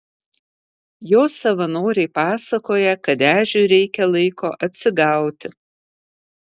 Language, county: Lithuanian, Kaunas